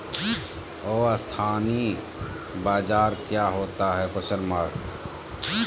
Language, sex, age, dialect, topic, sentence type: Magahi, male, 31-35, Southern, agriculture, question